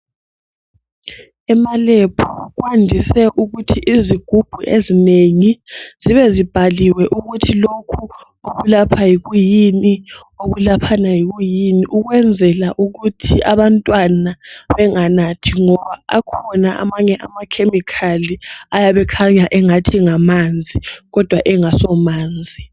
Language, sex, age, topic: North Ndebele, female, 18-24, health